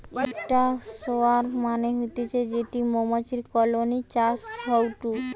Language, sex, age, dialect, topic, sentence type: Bengali, female, 18-24, Western, agriculture, statement